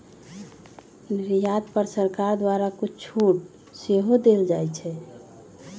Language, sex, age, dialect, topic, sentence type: Magahi, female, 36-40, Western, banking, statement